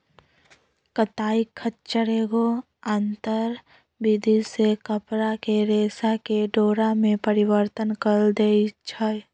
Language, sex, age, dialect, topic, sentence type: Magahi, female, 25-30, Western, agriculture, statement